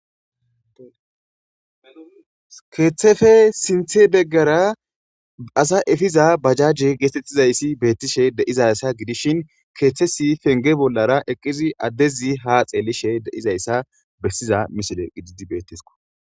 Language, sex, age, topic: Gamo, male, 18-24, government